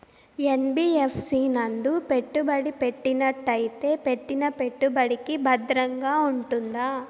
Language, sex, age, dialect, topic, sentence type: Telugu, female, 18-24, Southern, banking, question